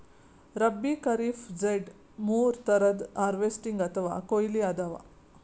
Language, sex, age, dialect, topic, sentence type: Kannada, female, 41-45, Northeastern, agriculture, statement